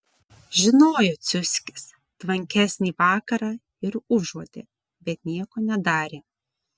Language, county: Lithuanian, Vilnius